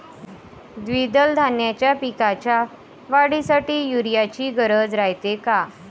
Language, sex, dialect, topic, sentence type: Marathi, female, Varhadi, agriculture, question